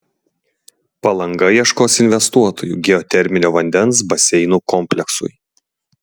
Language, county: Lithuanian, Klaipėda